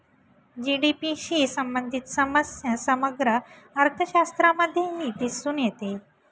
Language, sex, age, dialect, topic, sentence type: Marathi, female, 18-24, Northern Konkan, banking, statement